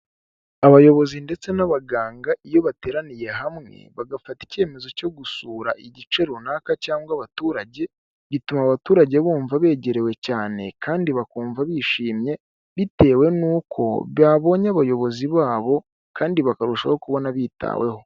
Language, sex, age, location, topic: Kinyarwanda, male, 18-24, Kigali, health